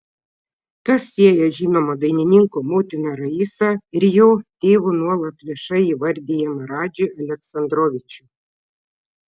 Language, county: Lithuanian, Šiauliai